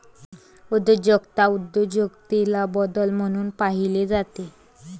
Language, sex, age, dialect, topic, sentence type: Marathi, female, 25-30, Varhadi, banking, statement